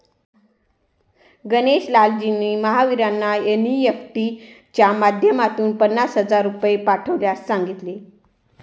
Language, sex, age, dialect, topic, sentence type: Marathi, female, 25-30, Standard Marathi, banking, statement